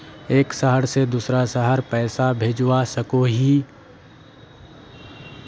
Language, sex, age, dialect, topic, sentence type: Magahi, male, 18-24, Northeastern/Surjapuri, banking, question